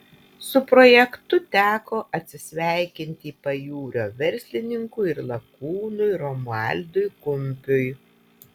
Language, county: Lithuanian, Utena